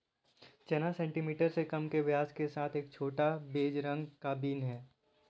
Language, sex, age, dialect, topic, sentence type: Hindi, male, 18-24, Kanauji Braj Bhasha, agriculture, statement